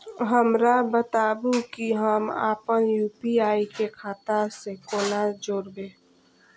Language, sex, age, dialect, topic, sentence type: Maithili, female, 25-30, Eastern / Thethi, banking, question